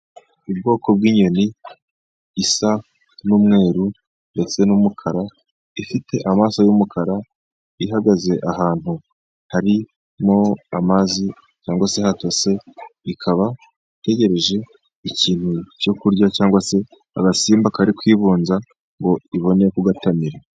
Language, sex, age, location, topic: Kinyarwanda, male, 18-24, Musanze, agriculture